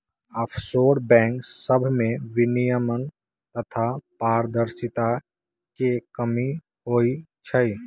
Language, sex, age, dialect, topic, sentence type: Magahi, male, 18-24, Western, banking, statement